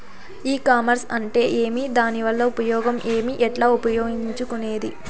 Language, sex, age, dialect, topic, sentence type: Telugu, female, 18-24, Southern, agriculture, question